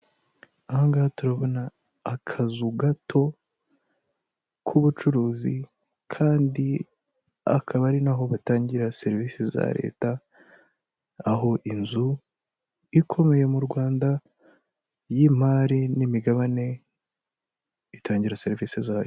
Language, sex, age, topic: Kinyarwanda, male, 18-24, government